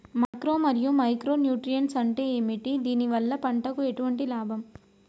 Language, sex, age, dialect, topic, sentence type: Telugu, female, 25-30, Telangana, agriculture, question